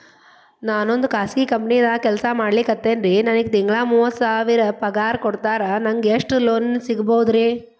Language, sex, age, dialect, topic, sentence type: Kannada, female, 31-35, Dharwad Kannada, banking, question